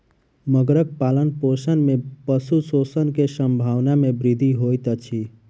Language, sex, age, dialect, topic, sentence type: Maithili, male, 46-50, Southern/Standard, agriculture, statement